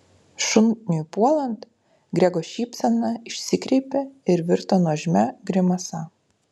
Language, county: Lithuanian, Utena